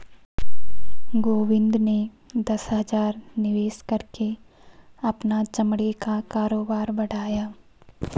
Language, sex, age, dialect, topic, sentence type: Hindi, female, 56-60, Marwari Dhudhari, banking, statement